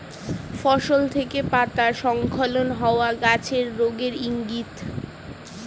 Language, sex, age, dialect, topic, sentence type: Bengali, female, 18-24, Standard Colloquial, agriculture, question